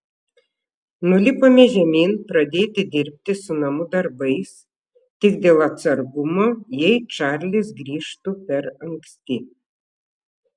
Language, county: Lithuanian, Šiauliai